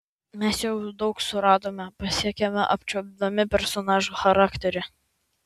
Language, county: Lithuanian, Vilnius